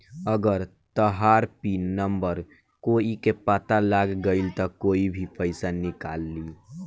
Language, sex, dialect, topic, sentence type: Bhojpuri, male, Southern / Standard, banking, statement